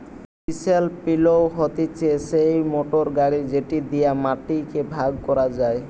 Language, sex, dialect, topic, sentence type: Bengali, male, Western, agriculture, statement